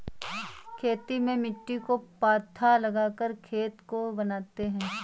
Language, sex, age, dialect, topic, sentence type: Hindi, female, 25-30, Awadhi Bundeli, agriculture, question